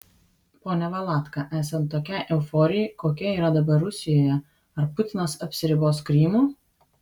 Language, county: Lithuanian, Vilnius